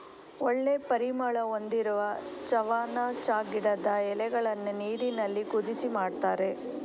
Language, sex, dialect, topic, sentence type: Kannada, female, Coastal/Dakshin, agriculture, statement